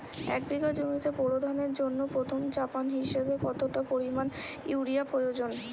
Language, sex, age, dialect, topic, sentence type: Bengali, female, 25-30, Northern/Varendri, agriculture, question